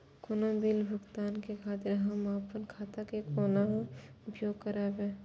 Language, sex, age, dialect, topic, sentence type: Maithili, female, 41-45, Eastern / Thethi, banking, question